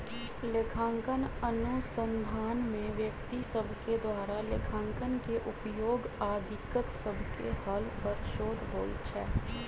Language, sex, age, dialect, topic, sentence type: Magahi, female, 31-35, Western, banking, statement